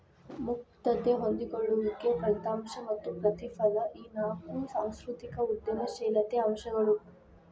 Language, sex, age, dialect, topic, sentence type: Kannada, female, 25-30, Dharwad Kannada, banking, statement